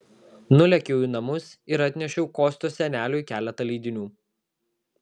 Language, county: Lithuanian, Kaunas